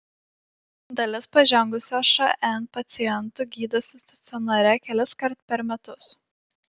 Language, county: Lithuanian, Panevėžys